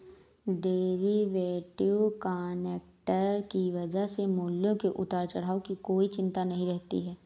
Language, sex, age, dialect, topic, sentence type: Hindi, female, 18-24, Awadhi Bundeli, banking, statement